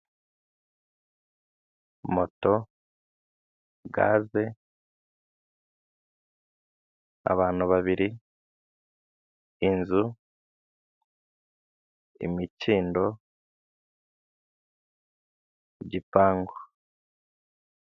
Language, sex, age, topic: Kinyarwanda, male, 25-35, government